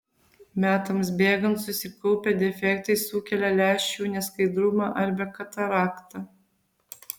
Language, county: Lithuanian, Vilnius